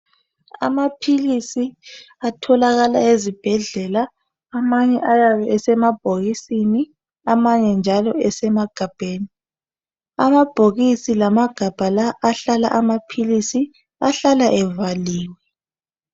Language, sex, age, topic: North Ndebele, female, 36-49, health